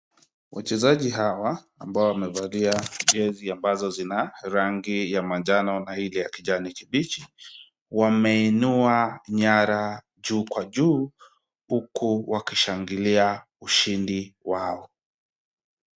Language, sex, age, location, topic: Swahili, male, 25-35, Kisumu, government